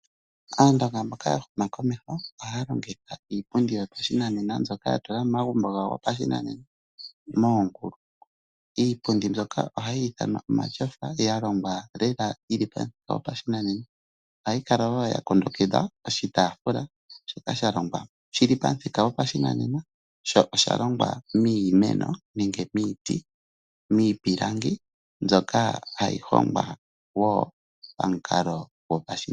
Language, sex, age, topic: Oshiwambo, male, 25-35, finance